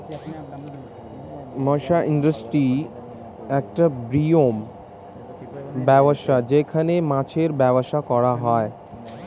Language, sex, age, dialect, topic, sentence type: Bengali, male, 18-24, Standard Colloquial, agriculture, statement